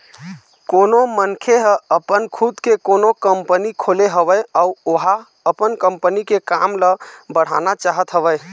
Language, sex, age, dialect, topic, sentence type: Chhattisgarhi, male, 18-24, Eastern, banking, statement